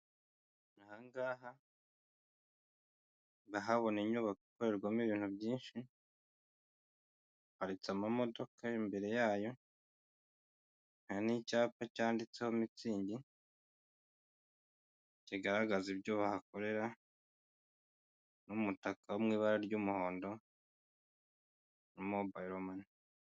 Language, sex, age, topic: Kinyarwanda, male, 25-35, finance